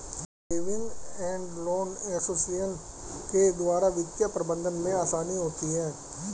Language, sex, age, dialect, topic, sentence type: Hindi, female, 25-30, Hindustani Malvi Khadi Boli, banking, statement